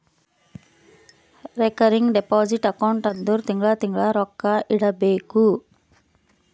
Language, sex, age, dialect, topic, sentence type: Kannada, female, 25-30, Northeastern, banking, statement